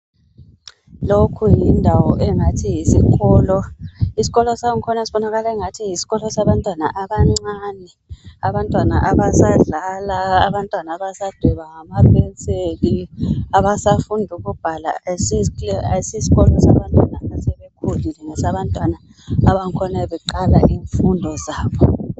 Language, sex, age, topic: North Ndebele, female, 18-24, education